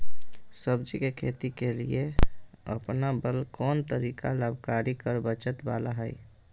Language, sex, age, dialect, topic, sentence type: Magahi, male, 31-35, Southern, agriculture, question